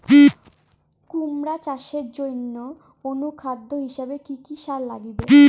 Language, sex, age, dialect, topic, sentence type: Bengali, female, 18-24, Rajbangshi, agriculture, question